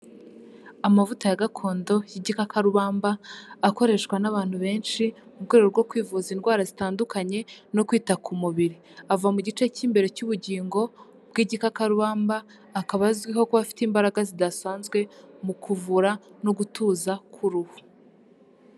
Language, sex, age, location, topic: Kinyarwanda, female, 18-24, Kigali, health